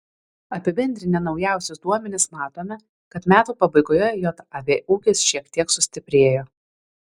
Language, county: Lithuanian, Vilnius